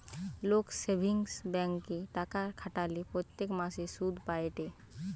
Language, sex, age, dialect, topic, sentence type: Bengali, female, 18-24, Western, banking, statement